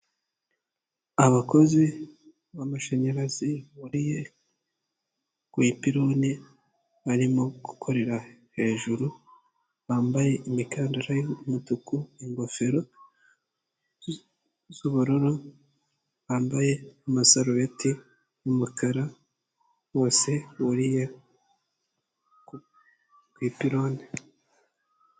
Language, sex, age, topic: Kinyarwanda, male, 18-24, government